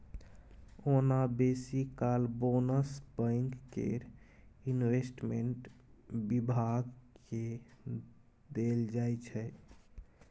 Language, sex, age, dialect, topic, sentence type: Maithili, male, 18-24, Bajjika, banking, statement